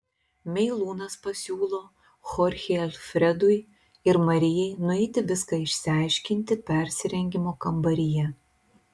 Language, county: Lithuanian, Telšiai